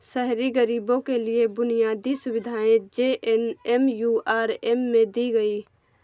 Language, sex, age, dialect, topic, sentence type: Hindi, female, 18-24, Awadhi Bundeli, banking, statement